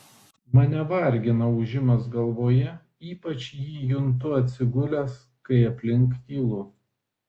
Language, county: Lithuanian, Vilnius